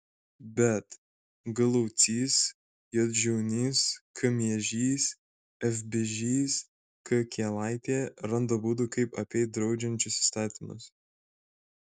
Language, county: Lithuanian, Šiauliai